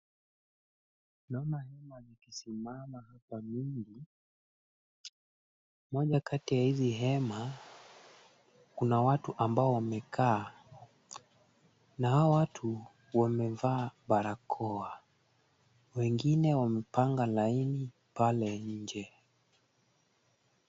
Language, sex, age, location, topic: Swahili, male, 25-35, Kisumu, government